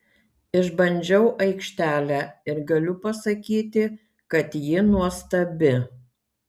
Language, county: Lithuanian, Kaunas